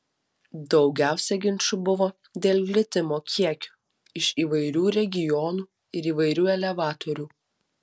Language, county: Lithuanian, Alytus